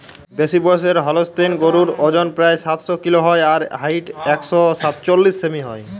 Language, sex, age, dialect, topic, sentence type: Bengali, female, 18-24, Western, agriculture, statement